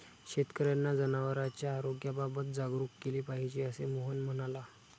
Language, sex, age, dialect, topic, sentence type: Marathi, male, 25-30, Standard Marathi, agriculture, statement